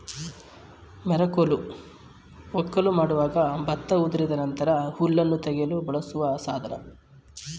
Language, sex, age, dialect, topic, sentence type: Kannada, male, 36-40, Mysore Kannada, agriculture, statement